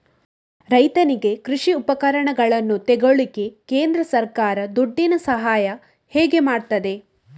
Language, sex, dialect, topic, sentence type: Kannada, female, Coastal/Dakshin, agriculture, question